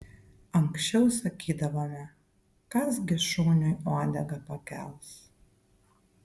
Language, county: Lithuanian, Vilnius